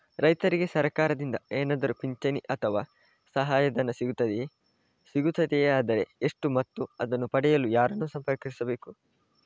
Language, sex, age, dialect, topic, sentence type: Kannada, male, 25-30, Coastal/Dakshin, agriculture, question